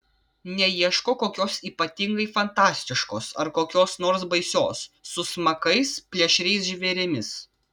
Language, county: Lithuanian, Vilnius